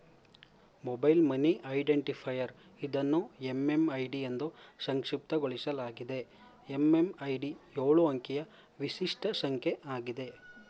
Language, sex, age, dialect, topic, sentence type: Kannada, male, 25-30, Mysore Kannada, banking, statement